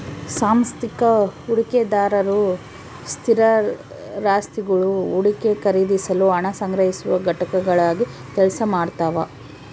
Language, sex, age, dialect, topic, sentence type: Kannada, female, 18-24, Central, banking, statement